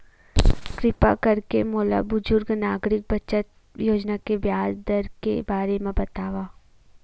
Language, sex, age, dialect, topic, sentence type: Chhattisgarhi, female, 51-55, Western/Budati/Khatahi, banking, statement